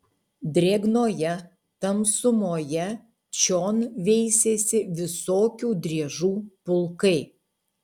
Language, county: Lithuanian, Utena